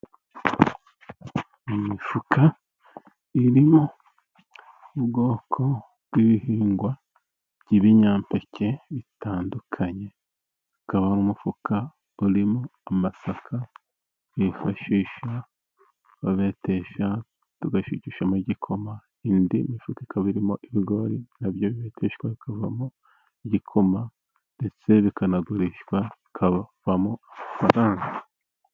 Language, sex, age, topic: Kinyarwanda, male, 36-49, agriculture